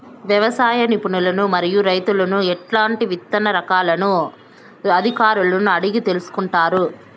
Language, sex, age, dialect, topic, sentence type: Telugu, male, 25-30, Southern, agriculture, question